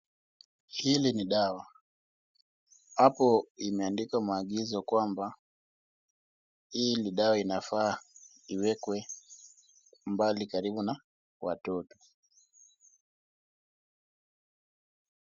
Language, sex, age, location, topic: Swahili, male, 18-24, Wajir, health